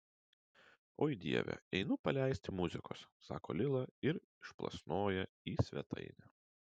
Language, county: Lithuanian, Utena